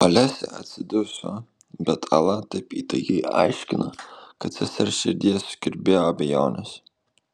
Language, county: Lithuanian, Kaunas